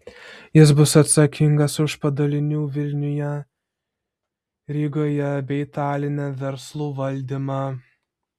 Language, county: Lithuanian, Vilnius